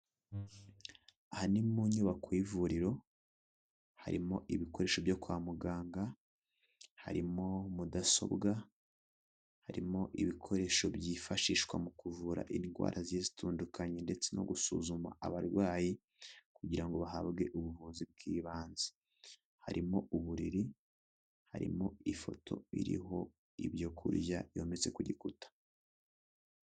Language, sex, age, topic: Kinyarwanda, male, 18-24, health